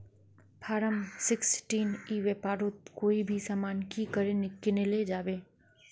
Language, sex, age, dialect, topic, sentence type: Magahi, female, 41-45, Northeastern/Surjapuri, agriculture, question